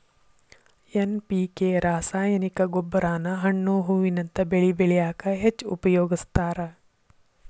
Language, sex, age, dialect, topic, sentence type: Kannada, female, 51-55, Dharwad Kannada, agriculture, statement